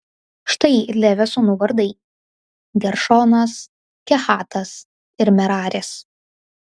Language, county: Lithuanian, Vilnius